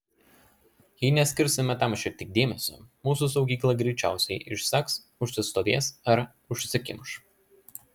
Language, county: Lithuanian, Klaipėda